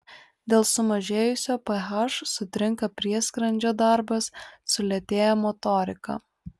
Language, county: Lithuanian, Vilnius